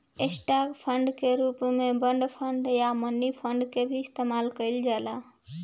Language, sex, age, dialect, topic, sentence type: Bhojpuri, female, 51-55, Southern / Standard, banking, statement